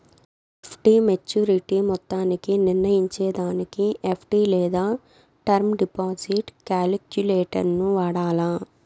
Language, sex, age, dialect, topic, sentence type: Telugu, female, 18-24, Southern, banking, statement